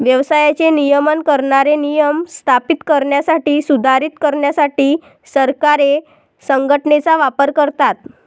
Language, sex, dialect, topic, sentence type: Marathi, female, Varhadi, banking, statement